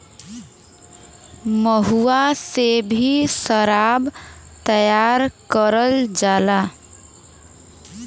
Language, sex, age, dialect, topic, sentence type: Bhojpuri, female, 18-24, Western, agriculture, statement